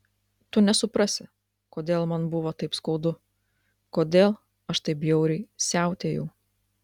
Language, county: Lithuanian, Klaipėda